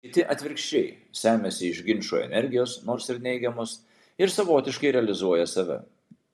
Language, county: Lithuanian, Vilnius